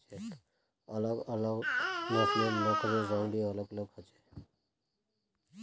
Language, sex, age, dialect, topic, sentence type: Magahi, male, 31-35, Northeastern/Surjapuri, agriculture, statement